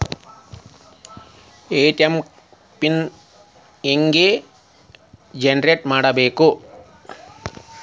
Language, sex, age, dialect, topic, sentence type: Kannada, male, 36-40, Dharwad Kannada, banking, question